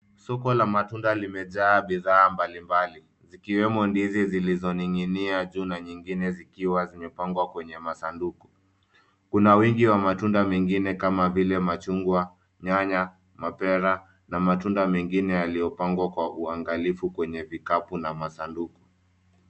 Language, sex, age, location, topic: Swahili, male, 18-24, Nairobi, finance